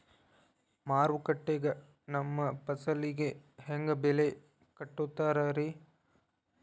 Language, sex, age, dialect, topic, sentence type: Kannada, male, 18-24, Dharwad Kannada, agriculture, question